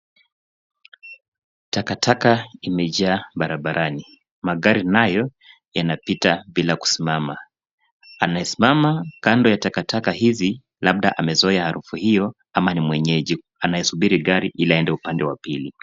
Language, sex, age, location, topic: Swahili, male, 25-35, Nairobi, government